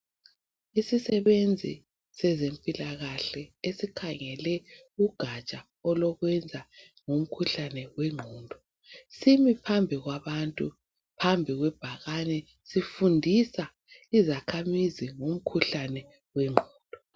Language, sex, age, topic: North Ndebele, female, 36-49, health